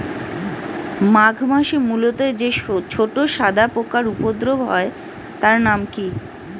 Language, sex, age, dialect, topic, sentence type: Bengali, female, 31-35, Standard Colloquial, agriculture, question